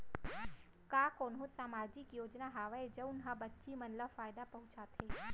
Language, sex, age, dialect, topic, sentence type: Chhattisgarhi, female, 18-24, Central, banking, statement